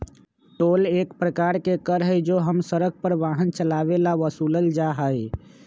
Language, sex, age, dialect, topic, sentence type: Magahi, male, 25-30, Western, banking, statement